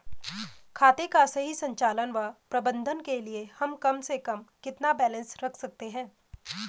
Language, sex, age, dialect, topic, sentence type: Hindi, female, 25-30, Garhwali, banking, question